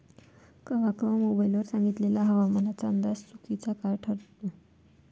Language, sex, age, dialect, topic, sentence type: Marathi, female, 41-45, Varhadi, agriculture, question